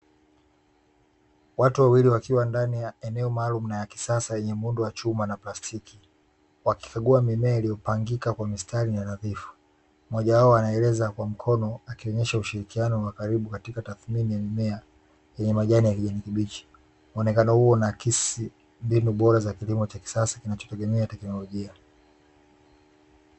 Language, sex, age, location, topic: Swahili, male, 25-35, Dar es Salaam, agriculture